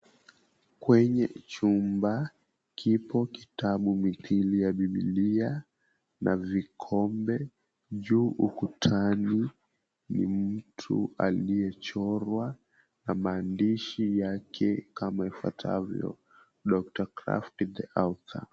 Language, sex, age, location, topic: Swahili, female, 25-35, Mombasa, government